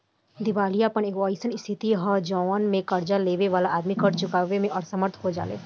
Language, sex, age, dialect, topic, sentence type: Bhojpuri, female, 18-24, Southern / Standard, banking, statement